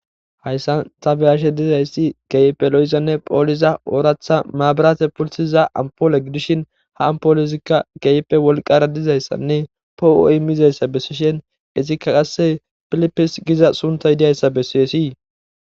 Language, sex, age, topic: Gamo, male, 18-24, government